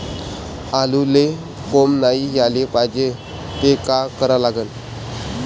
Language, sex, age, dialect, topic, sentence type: Marathi, male, 25-30, Varhadi, agriculture, question